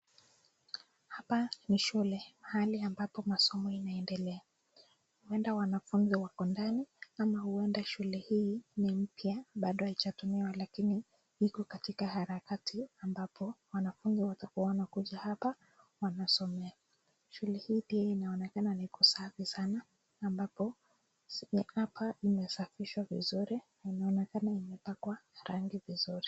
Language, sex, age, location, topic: Swahili, female, 18-24, Nakuru, education